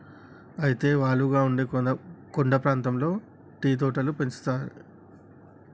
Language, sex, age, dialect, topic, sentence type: Telugu, male, 36-40, Telangana, agriculture, statement